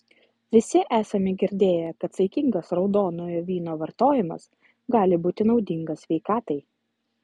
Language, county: Lithuanian, Utena